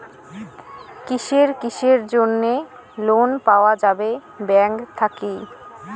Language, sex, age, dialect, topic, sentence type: Bengali, female, 25-30, Rajbangshi, banking, question